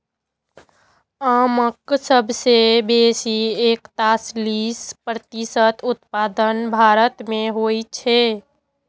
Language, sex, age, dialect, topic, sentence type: Maithili, female, 18-24, Eastern / Thethi, agriculture, statement